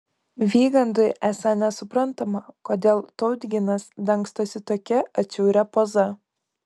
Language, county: Lithuanian, Kaunas